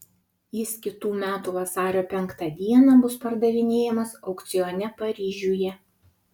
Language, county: Lithuanian, Utena